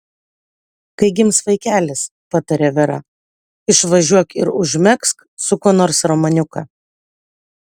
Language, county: Lithuanian, Utena